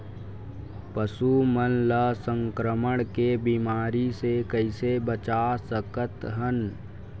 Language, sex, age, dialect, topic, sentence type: Chhattisgarhi, male, 41-45, Western/Budati/Khatahi, agriculture, question